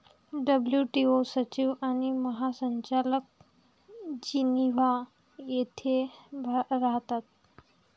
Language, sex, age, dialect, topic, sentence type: Marathi, female, 18-24, Varhadi, banking, statement